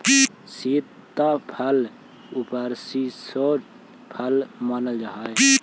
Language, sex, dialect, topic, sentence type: Magahi, male, Central/Standard, agriculture, statement